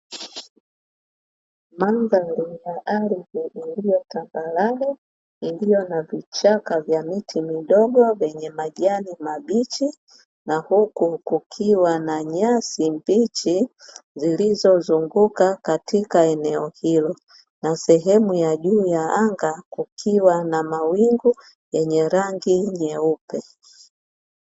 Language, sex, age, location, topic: Swahili, female, 36-49, Dar es Salaam, agriculture